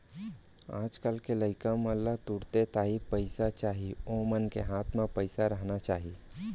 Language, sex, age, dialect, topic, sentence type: Chhattisgarhi, male, 60-100, Central, agriculture, statement